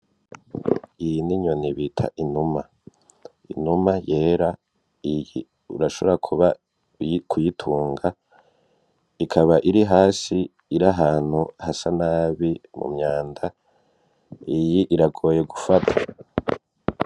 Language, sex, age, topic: Rundi, male, 25-35, agriculture